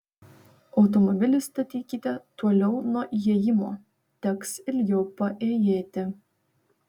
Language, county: Lithuanian, Vilnius